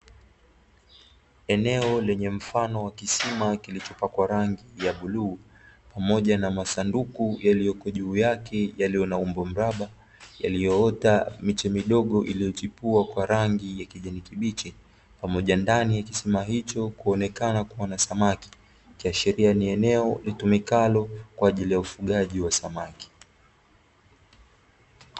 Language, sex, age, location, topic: Swahili, male, 25-35, Dar es Salaam, agriculture